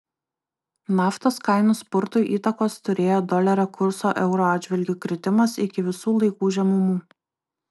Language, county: Lithuanian, Kaunas